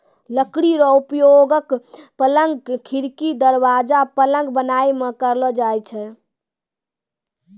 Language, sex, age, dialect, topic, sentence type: Maithili, female, 18-24, Angika, agriculture, statement